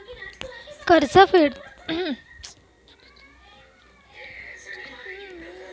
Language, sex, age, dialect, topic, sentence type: Marathi, female, 18-24, Standard Marathi, banking, question